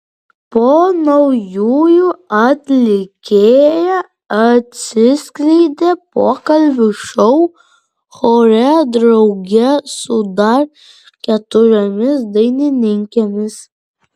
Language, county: Lithuanian, Vilnius